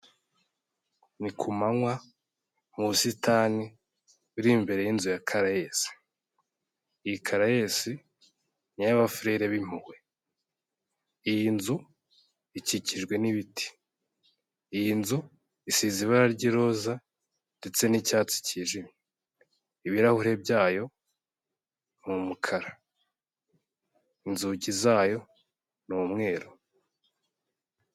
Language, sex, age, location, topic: Kinyarwanda, male, 18-24, Kigali, health